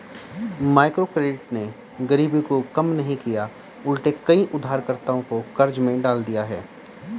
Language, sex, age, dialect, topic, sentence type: Hindi, male, 31-35, Hindustani Malvi Khadi Boli, banking, statement